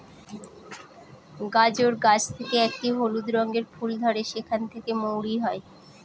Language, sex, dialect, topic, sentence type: Bengali, female, Northern/Varendri, agriculture, statement